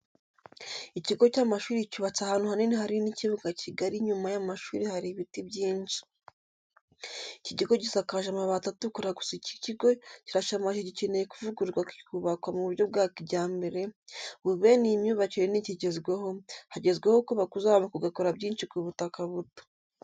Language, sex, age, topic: Kinyarwanda, female, 25-35, education